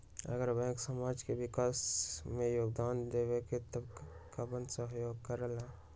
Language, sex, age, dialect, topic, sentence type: Magahi, male, 18-24, Western, banking, question